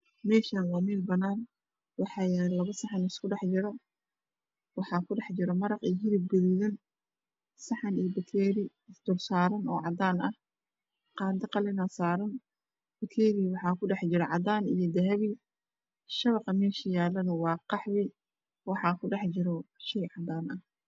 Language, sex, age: Somali, female, 25-35